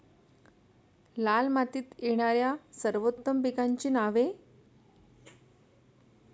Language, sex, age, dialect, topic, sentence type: Marathi, female, 31-35, Standard Marathi, agriculture, question